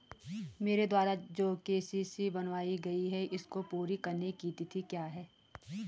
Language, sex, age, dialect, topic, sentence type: Hindi, female, 36-40, Garhwali, banking, question